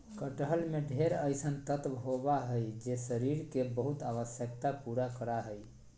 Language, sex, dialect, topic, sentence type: Magahi, male, Southern, agriculture, statement